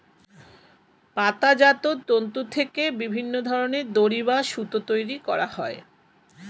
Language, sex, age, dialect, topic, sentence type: Bengali, female, 51-55, Standard Colloquial, agriculture, statement